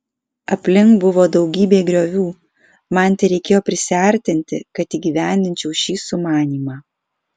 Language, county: Lithuanian, Alytus